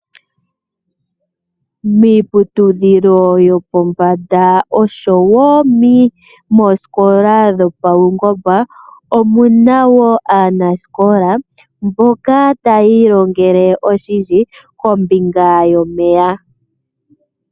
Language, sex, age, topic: Oshiwambo, female, 36-49, agriculture